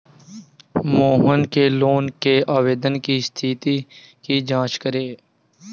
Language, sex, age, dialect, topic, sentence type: Hindi, male, 18-24, Hindustani Malvi Khadi Boli, banking, statement